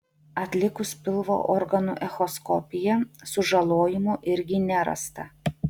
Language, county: Lithuanian, Klaipėda